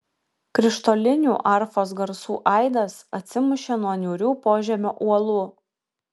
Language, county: Lithuanian, Kaunas